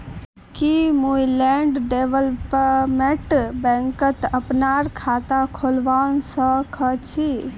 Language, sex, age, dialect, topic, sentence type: Magahi, female, 18-24, Northeastern/Surjapuri, banking, statement